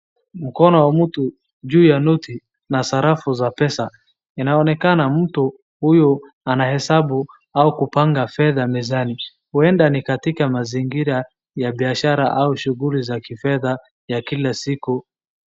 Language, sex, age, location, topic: Swahili, male, 25-35, Wajir, finance